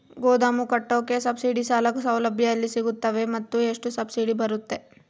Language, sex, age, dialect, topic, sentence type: Kannada, female, 25-30, Central, agriculture, question